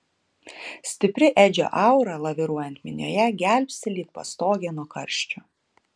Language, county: Lithuanian, Kaunas